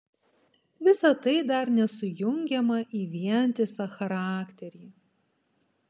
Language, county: Lithuanian, Panevėžys